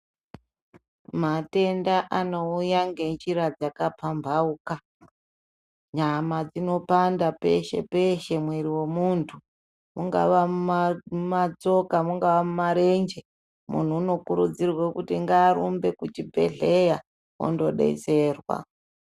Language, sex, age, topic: Ndau, male, 36-49, health